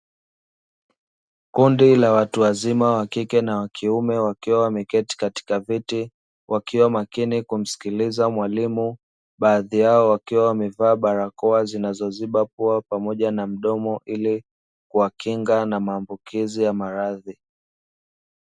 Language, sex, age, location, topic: Swahili, male, 25-35, Dar es Salaam, education